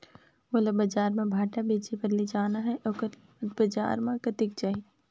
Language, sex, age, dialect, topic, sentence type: Chhattisgarhi, female, 25-30, Northern/Bhandar, agriculture, question